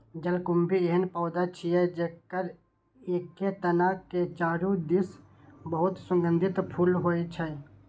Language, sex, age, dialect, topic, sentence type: Maithili, male, 18-24, Eastern / Thethi, agriculture, statement